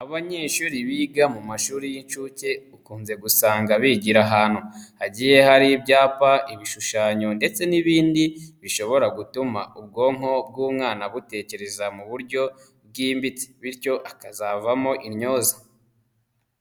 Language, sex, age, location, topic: Kinyarwanda, female, 25-35, Nyagatare, education